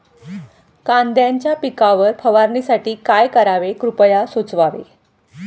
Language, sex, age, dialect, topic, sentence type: Marathi, female, 46-50, Standard Marathi, agriculture, question